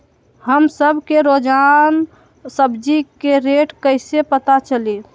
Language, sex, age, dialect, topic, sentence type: Magahi, male, 18-24, Western, agriculture, question